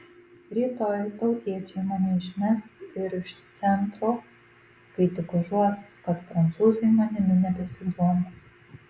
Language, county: Lithuanian, Marijampolė